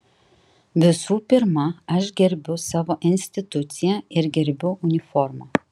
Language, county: Lithuanian, Kaunas